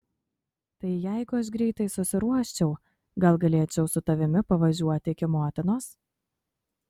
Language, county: Lithuanian, Kaunas